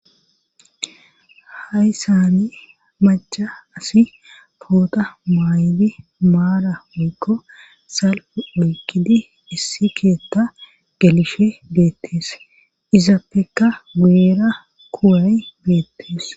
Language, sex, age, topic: Gamo, female, 36-49, government